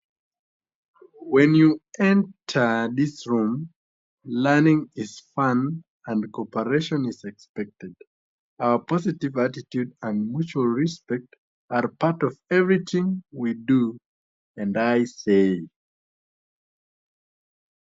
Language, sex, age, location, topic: Swahili, male, 18-24, Kisumu, education